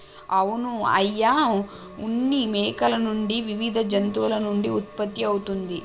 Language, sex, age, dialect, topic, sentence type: Telugu, female, 18-24, Telangana, agriculture, statement